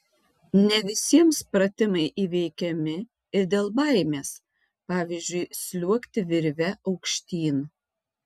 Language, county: Lithuanian, Tauragė